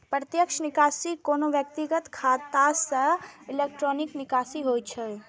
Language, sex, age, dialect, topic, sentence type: Maithili, female, 31-35, Eastern / Thethi, banking, statement